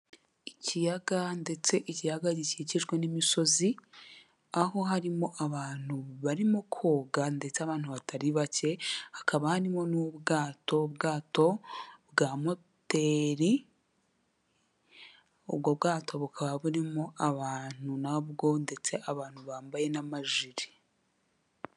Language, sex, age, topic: Kinyarwanda, female, 18-24, government